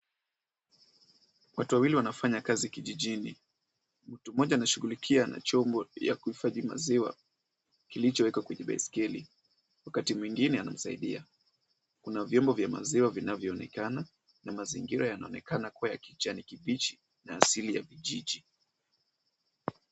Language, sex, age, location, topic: Swahili, male, 18-24, Kisumu, agriculture